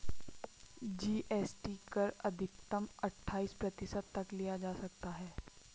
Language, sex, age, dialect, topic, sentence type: Hindi, female, 60-100, Marwari Dhudhari, banking, statement